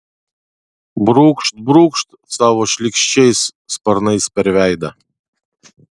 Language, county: Lithuanian, Vilnius